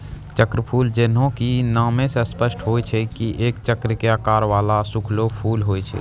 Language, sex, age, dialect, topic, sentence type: Maithili, male, 18-24, Angika, agriculture, statement